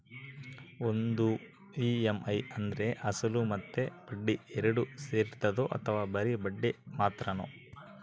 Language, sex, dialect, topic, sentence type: Kannada, male, Central, banking, question